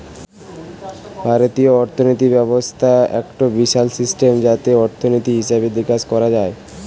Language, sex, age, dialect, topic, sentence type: Bengali, male, 18-24, Western, banking, statement